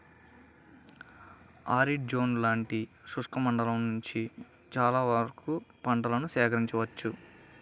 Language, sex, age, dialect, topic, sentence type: Telugu, male, 18-24, Central/Coastal, agriculture, statement